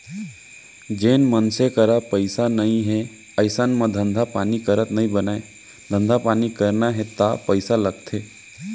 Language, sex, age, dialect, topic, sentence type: Chhattisgarhi, male, 18-24, Central, banking, statement